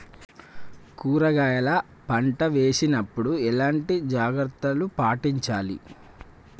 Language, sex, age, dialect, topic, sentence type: Telugu, male, 25-30, Telangana, agriculture, question